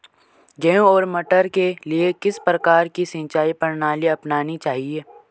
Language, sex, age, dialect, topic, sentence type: Hindi, male, 25-30, Garhwali, agriculture, question